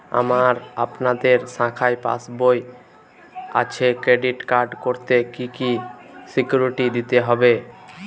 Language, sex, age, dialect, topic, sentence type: Bengali, male, <18, Northern/Varendri, banking, question